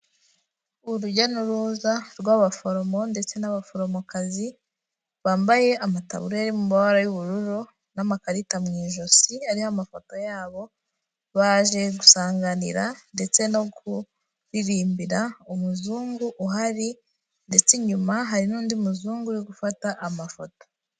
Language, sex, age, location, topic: Kinyarwanda, female, 18-24, Kigali, health